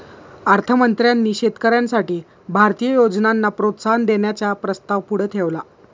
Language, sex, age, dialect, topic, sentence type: Marathi, male, 18-24, Standard Marathi, banking, statement